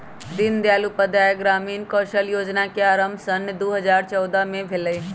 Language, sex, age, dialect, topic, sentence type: Magahi, female, 25-30, Western, banking, statement